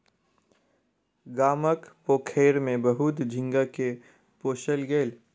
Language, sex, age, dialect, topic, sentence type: Maithili, male, 18-24, Southern/Standard, agriculture, statement